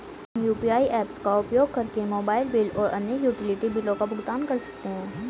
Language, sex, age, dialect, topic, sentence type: Hindi, female, 18-24, Hindustani Malvi Khadi Boli, banking, statement